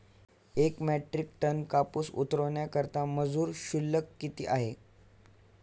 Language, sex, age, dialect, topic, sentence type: Marathi, male, 18-24, Standard Marathi, agriculture, question